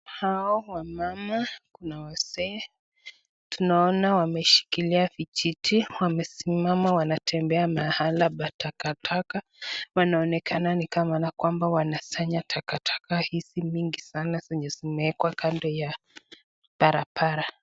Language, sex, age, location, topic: Swahili, female, 25-35, Nakuru, health